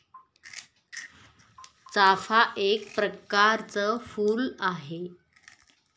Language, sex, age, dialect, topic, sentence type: Marathi, female, 31-35, Northern Konkan, agriculture, statement